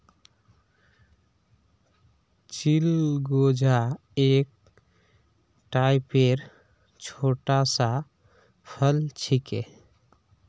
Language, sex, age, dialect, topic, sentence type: Magahi, male, 18-24, Northeastern/Surjapuri, agriculture, statement